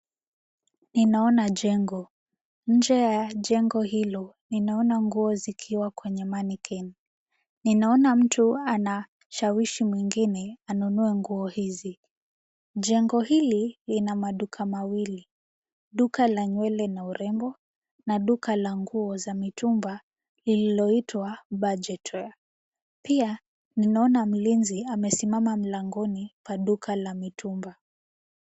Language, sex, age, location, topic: Swahili, female, 18-24, Nairobi, finance